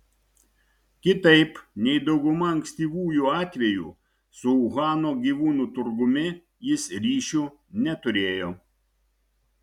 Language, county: Lithuanian, Šiauliai